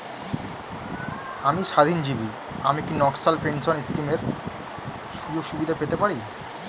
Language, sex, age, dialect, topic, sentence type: Bengali, male, 25-30, Standard Colloquial, banking, question